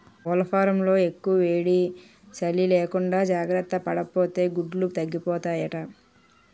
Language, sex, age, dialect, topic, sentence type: Telugu, female, 41-45, Utterandhra, agriculture, statement